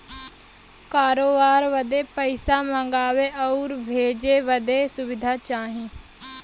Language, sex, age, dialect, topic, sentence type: Bhojpuri, female, 18-24, Western, banking, statement